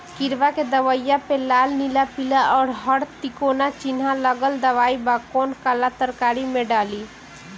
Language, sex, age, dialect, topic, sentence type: Bhojpuri, female, 18-24, Northern, agriculture, question